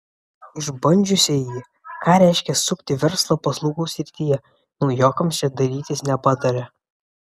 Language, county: Lithuanian, Vilnius